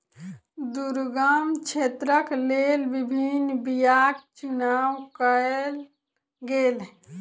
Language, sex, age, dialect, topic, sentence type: Maithili, female, 25-30, Southern/Standard, agriculture, statement